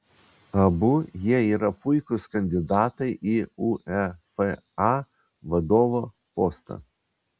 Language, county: Lithuanian, Vilnius